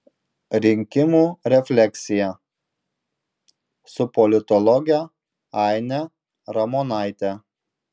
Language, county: Lithuanian, Marijampolė